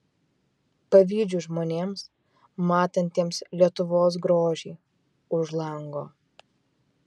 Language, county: Lithuanian, Vilnius